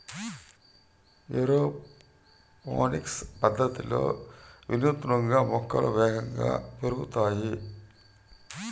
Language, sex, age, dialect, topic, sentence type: Telugu, male, 51-55, Central/Coastal, agriculture, statement